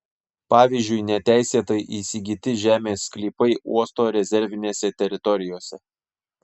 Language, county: Lithuanian, Šiauliai